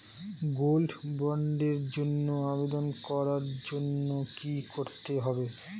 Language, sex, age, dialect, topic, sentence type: Bengali, male, 25-30, Standard Colloquial, banking, question